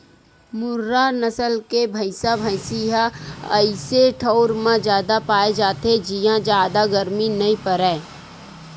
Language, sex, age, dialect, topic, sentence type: Chhattisgarhi, female, 41-45, Western/Budati/Khatahi, agriculture, statement